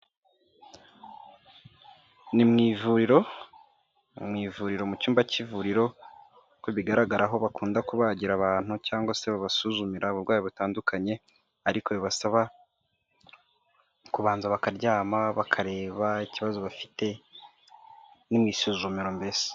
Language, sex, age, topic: Kinyarwanda, male, 18-24, health